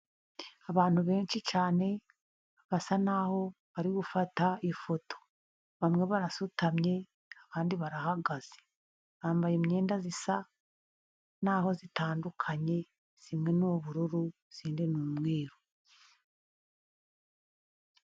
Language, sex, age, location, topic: Kinyarwanda, female, 50+, Musanze, government